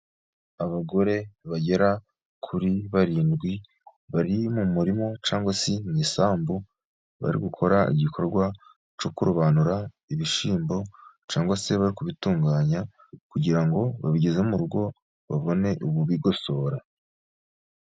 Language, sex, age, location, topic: Kinyarwanda, male, 50+, Musanze, agriculture